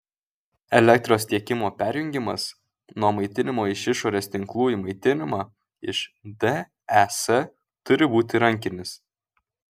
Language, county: Lithuanian, Kaunas